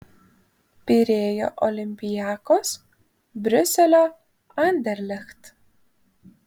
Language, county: Lithuanian, Panevėžys